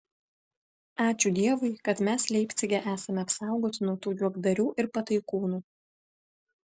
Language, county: Lithuanian, Vilnius